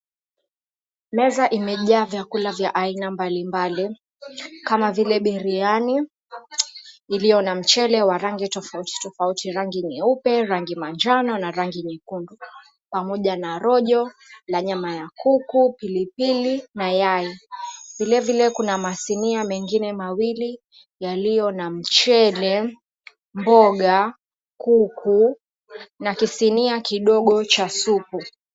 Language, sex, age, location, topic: Swahili, female, 25-35, Mombasa, agriculture